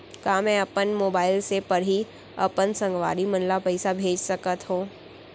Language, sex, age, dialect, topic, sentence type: Chhattisgarhi, female, 18-24, Central, banking, question